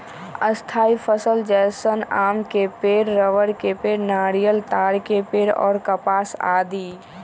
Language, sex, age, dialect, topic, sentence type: Magahi, female, 18-24, Western, agriculture, statement